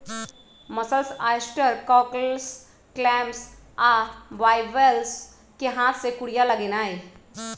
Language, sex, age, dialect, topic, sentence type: Magahi, female, 31-35, Western, agriculture, statement